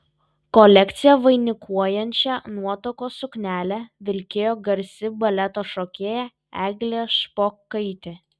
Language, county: Lithuanian, Kaunas